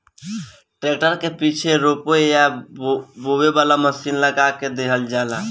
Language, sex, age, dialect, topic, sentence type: Bhojpuri, male, 18-24, Northern, agriculture, statement